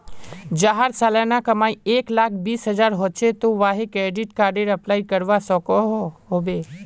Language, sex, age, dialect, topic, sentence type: Magahi, male, 18-24, Northeastern/Surjapuri, banking, question